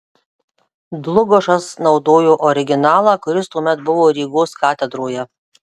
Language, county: Lithuanian, Marijampolė